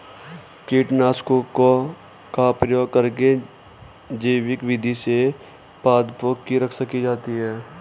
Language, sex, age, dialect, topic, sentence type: Hindi, male, 18-24, Hindustani Malvi Khadi Boli, agriculture, statement